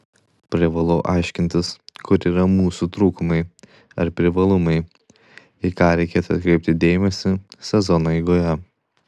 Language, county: Lithuanian, Klaipėda